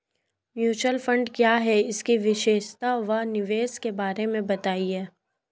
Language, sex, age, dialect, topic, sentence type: Hindi, female, 18-24, Marwari Dhudhari, banking, question